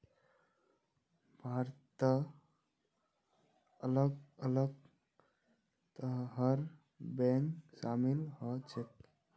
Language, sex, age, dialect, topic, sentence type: Magahi, male, 18-24, Northeastern/Surjapuri, banking, statement